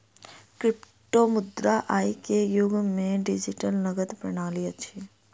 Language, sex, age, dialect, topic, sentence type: Maithili, female, 46-50, Southern/Standard, banking, statement